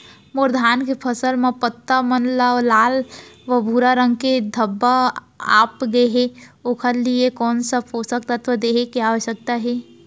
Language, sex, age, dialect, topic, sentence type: Chhattisgarhi, female, 31-35, Central, agriculture, question